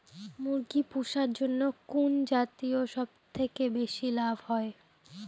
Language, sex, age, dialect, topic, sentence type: Bengali, female, 25-30, Rajbangshi, agriculture, question